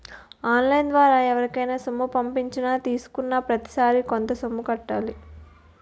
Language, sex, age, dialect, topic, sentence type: Telugu, female, 60-100, Utterandhra, banking, statement